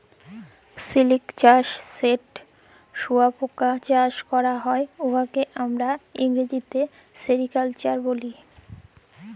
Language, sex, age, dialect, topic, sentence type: Bengali, female, 18-24, Jharkhandi, agriculture, statement